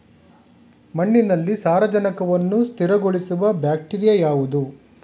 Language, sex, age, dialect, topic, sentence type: Kannada, male, 51-55, Mysore Kannada, agriculture, question